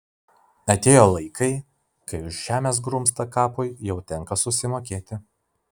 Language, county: Lithuanian, Vilnius